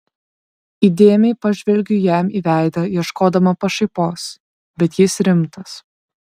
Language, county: Lithuanian, Šiauliai